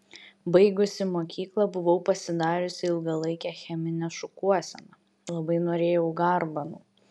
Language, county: Lithuanian, Vilnius